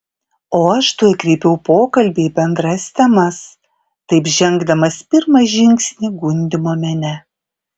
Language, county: Lithuanian, Vilnius